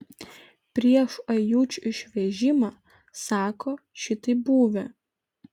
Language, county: Lithuanian, Panevėžys